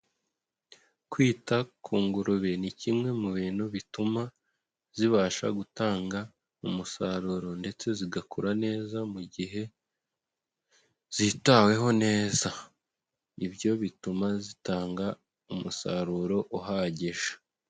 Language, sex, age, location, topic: Kinyarwanda, male, 25-35, Huye, agriculture